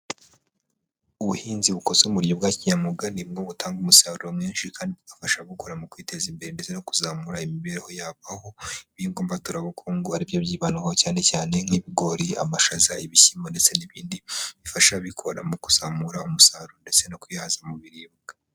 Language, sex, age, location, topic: Kinyarwanda, male, 25-35, Huye, agriculture